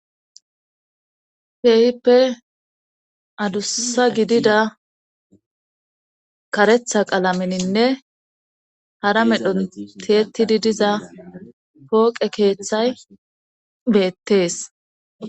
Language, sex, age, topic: Gamo, female, 25-35, government